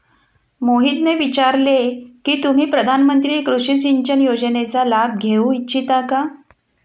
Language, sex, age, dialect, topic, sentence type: Marathi, female, 41-45, Standard Marathi, agriculture, statement